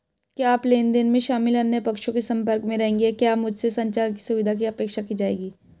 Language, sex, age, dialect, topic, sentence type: Hindi, female, 18-24, Hindustani Malvi Khadi Boli, banking, question